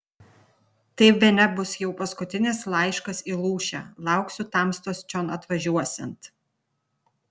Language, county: Lithuanian, Vilnius